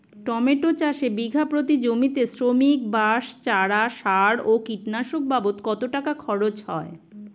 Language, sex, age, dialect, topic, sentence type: Bengali, male, 18-24, Rajbangshi, agriculture, question